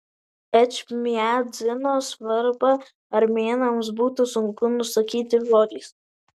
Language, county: Lithuanian, Vilnius